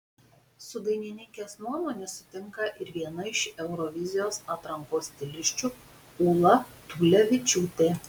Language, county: Lithuanian, Panevėžys